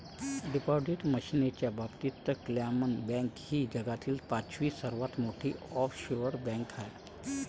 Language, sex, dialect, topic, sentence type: Marathi, male, Varhadi, banking, statement